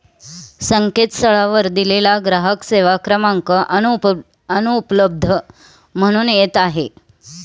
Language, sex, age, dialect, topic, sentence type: Marathi, female, 31-35, Standard Marathi, banking, statement